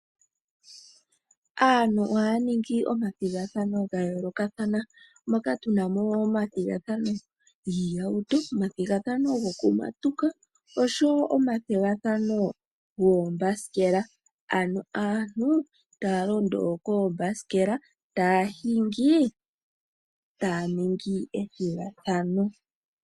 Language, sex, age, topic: Oshiwambo, female, 18-24, finance